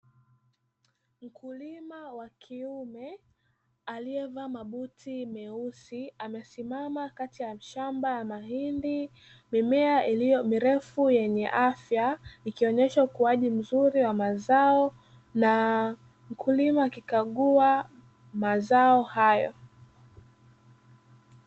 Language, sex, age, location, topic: Swahili, female, 18-24, Dar es Salaam, agriculture